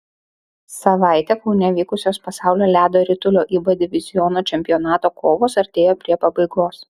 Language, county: Lithuanian, Šiauliai